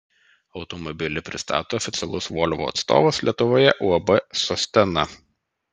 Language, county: Lithuanian, Vilnius